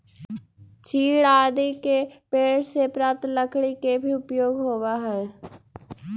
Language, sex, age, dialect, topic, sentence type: Magahi, female, 18-24, Central/Standard, banking, statement